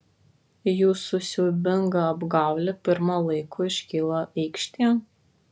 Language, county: Lithuanian, Vilnius